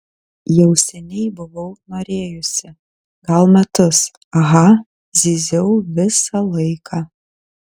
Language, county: Lithuanian, Kaunas